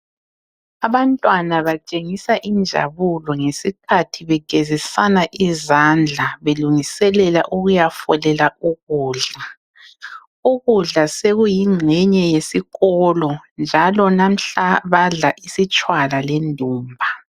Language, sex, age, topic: North Ndebele, female, 25-35, health